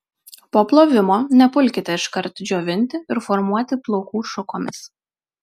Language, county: Lithuanian, Marijampolė